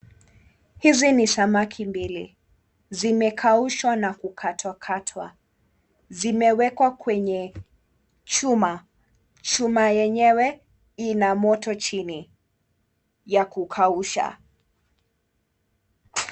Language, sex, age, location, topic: Swahili, female, 18-24, Mombasa, agriculture